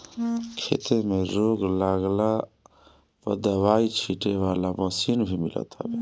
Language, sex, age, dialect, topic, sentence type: Bhojpuri, male, 36-40, Northern, agriculture, statement